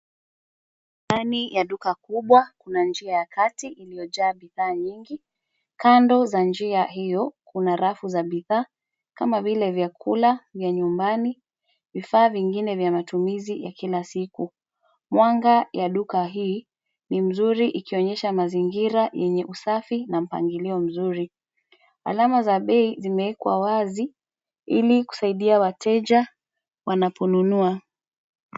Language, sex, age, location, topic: Swahili, female, 25-35, Nairobi, finance